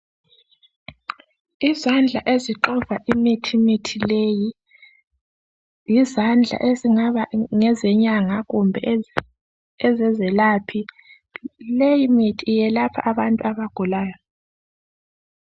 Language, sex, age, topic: North Ndebele, female, 25-35, health